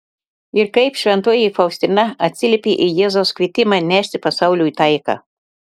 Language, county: Lithuanian, Telšiai